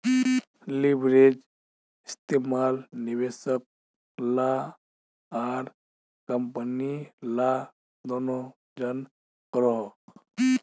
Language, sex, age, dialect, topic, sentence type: Magahi, male, 25-30, Northeastern/Surjapuri, banking, statement